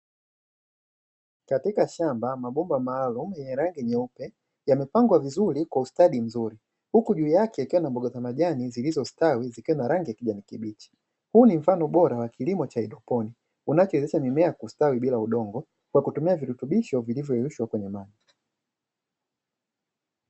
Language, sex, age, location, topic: Swahili, male, 25-35, Dar es Salaam, agriculture